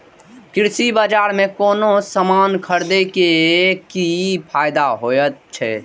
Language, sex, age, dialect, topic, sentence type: Maithili, male, 18-24, Eastern / Thethi, agriculture, question